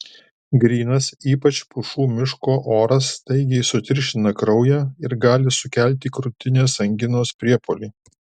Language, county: Lithuanian, Alytus